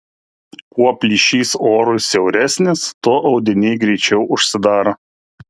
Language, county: Lithuanian, Kaunas